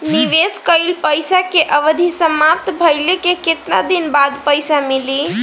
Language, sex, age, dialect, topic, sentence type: Bhojpuri, female, 18-24, Northern, banking, question